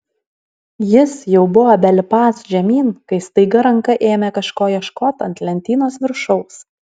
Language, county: Lithuanian, Alytus